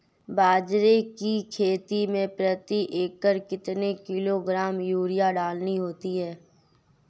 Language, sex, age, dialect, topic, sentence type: Hindi, female, 18-24, Marwari Dhudhari, agriculture, question